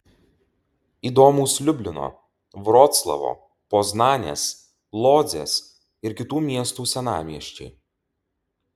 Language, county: Lithuanian, Utena